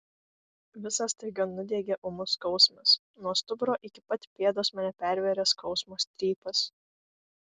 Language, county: Lithuanian, Vilnius